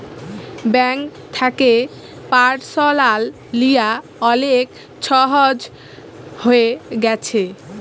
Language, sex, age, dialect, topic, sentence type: Bengali, female, 36-40, Jharkhandi, banking, statement